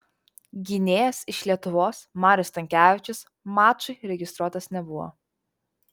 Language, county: Lithuanian, Vilnius